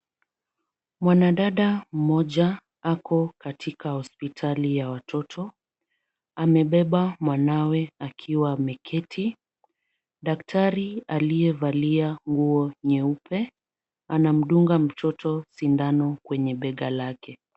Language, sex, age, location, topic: Swahili, female, 36-49, Kisumu, health